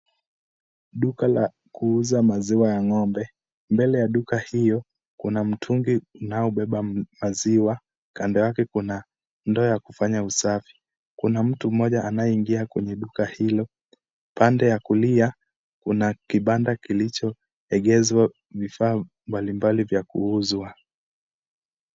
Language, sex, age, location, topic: Swahili, male, 18-24, Kisumu, finance